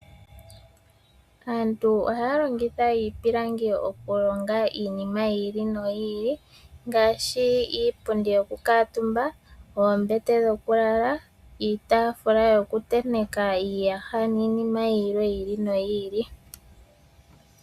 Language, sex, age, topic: Oshiwambo, female, 25-35, finance